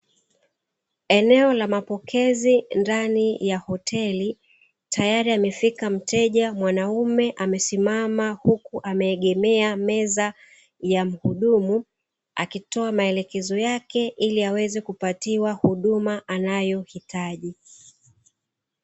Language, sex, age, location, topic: Swahili, female, 36-49, Dar es Salaam, finance